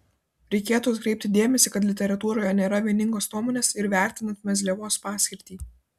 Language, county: Lithuanian, Vilnius